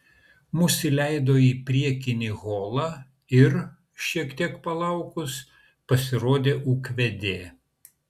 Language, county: Lithuanian, Kaunas